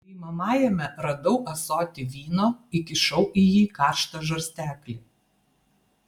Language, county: Lithuanian, Vilnius